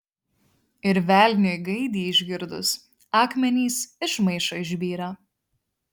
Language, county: Lithuanian, Vilnius